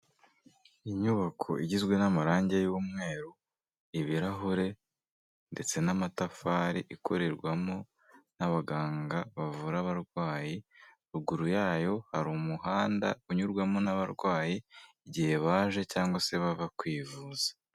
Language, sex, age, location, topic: Kinyarwanda, male, 25-35, Kigali, health